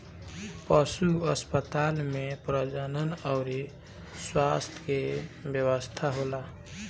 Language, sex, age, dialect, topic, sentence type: Bhojpuri, male, 18-24, Northern, agriculture, statement